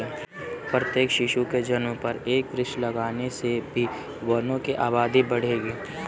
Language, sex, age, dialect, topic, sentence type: Hindi, male, 31-35, Kanauji Braj Bhasha, agriculture, statement